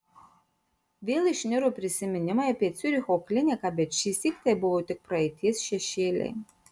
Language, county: Lithuanian, Marijampolė